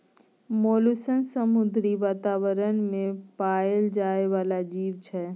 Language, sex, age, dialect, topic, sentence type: Maithili, female, 31-35, Bajjika, agriculture, statement